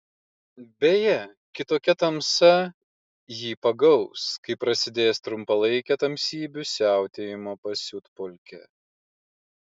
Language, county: Lithuanian, Klaipėda